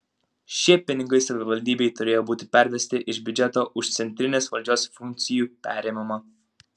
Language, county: Lithuanian, Utena